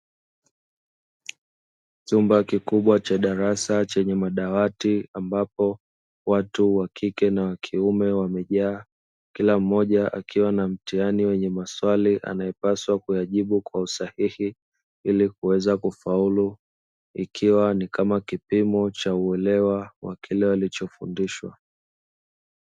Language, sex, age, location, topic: Swahili, male, 25-35, Dar es Salaam, education